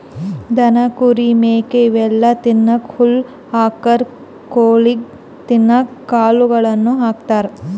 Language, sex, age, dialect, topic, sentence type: Kannada, female, 18-24, Northeastern, agriculture, statement